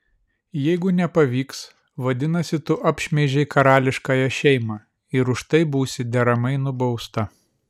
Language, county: Lithuanian, Vilnius